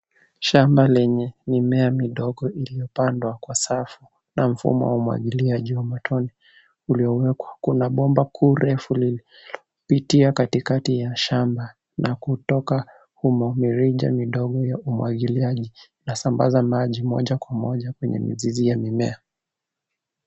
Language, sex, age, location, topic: Swahili, male, 18-24, Nairobi, agriculture